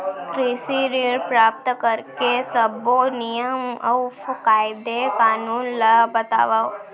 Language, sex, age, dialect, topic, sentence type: Chhattisgarhi, female, 18-24, Central, banking, question